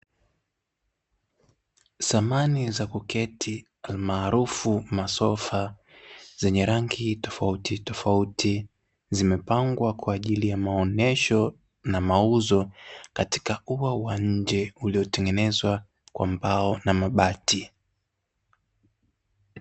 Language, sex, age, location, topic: Swahili, male, 18-24, Dar es Salaam, finance